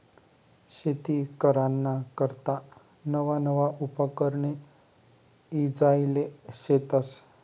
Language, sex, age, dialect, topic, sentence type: Marathi, male, 25-30, Northern Konkan, agriculture, statement